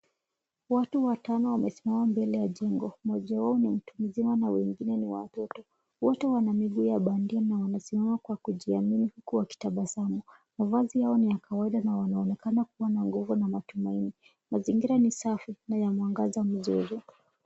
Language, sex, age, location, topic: Swahili, female, 25-35, Nairobi, education